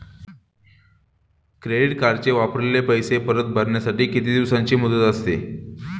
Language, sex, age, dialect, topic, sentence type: Marathi, male, 25-30, Standard Marathi, banking, question